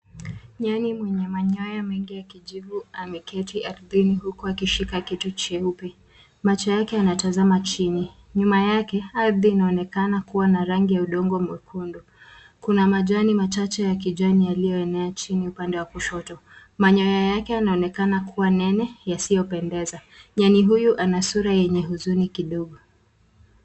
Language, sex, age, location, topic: Swahili, female, 25-35, Nairobi, government